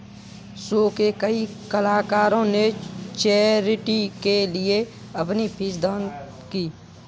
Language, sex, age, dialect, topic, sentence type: Hindi, male, 25-30, Kanauji Braj Bhasha, banking, statement